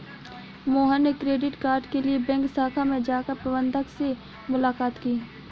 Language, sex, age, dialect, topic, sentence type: Hindi, female, 56-60, Awadhi Bundeli, banking, statement